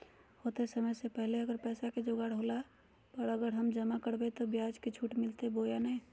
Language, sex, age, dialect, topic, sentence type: Magahi, female, 31-35, Southern, banking, question